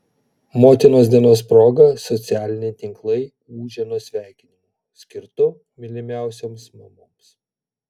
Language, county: Lithuanian, Vilnius